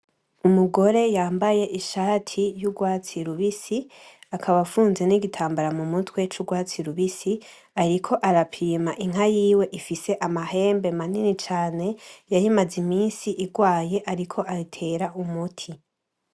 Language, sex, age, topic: Rundi, male, 18-24, agriculture